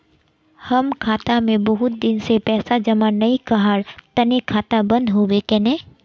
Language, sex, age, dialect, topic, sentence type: Magahi, male, 18-24, Northeastern/Surjapuri, banking, question